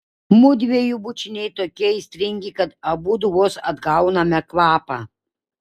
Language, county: Lithuanian, Šiauliai